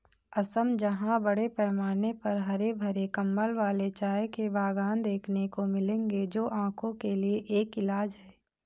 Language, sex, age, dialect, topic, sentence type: Hindi, female, 18-24, Awadhi Bundeli, agriculture, statement